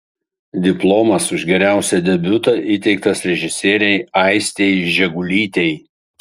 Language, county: Lithuanian, Kaunas